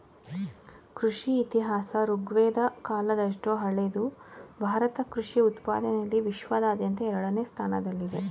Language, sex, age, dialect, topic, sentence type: Kannada, female, 31-35, Mysore Kannada, agriculture, statement